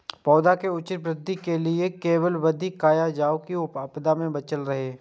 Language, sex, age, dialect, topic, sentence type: Maithili, male, 18-24, Eastern / Thethi, agriculture, question